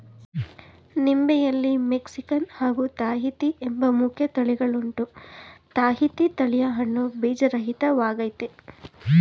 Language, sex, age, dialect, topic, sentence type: Kannada, female, 25-30, Mysore Kannada, agriculture, statement